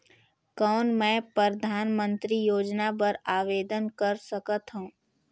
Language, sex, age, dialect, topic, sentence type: Chhattisgarhi, female, 18-24, Northern/Bhandar, banking, question